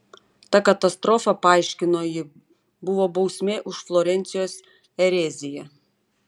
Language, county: Lithuanian, Panevėžys